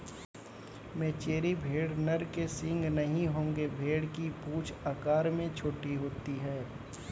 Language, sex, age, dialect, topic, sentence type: Hindi, male, 18-24, Kanauji Braj Bhasha, agriculture, statement